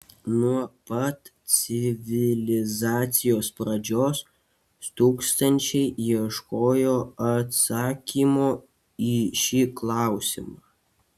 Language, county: Lithuanian, Kaunas